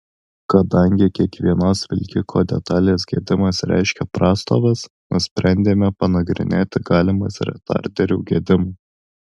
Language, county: Lithuanian, Alytus